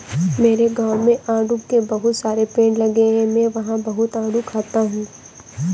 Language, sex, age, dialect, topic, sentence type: Hindi, female, 18-24, Awadhi Bundeli, agriculture, statement